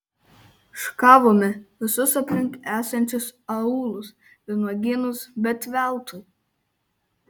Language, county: Lithuanian, Kaunas